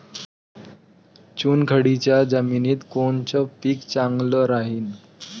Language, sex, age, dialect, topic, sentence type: Marathi, male, 18-24, Varhadi, agriculture, question